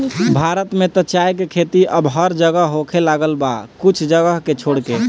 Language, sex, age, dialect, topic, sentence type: Bhojpuri, male, 25-30, Northern, agriculture, statement